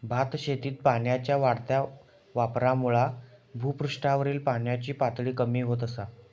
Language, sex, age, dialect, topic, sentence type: Marathi, male, 18-24, Southern Konkan, agriculture, statement